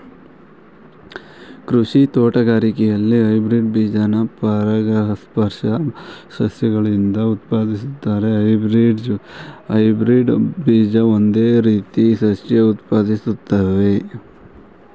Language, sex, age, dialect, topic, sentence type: Kannada, female, 18-24, Mysore Kannada, agriculture, statement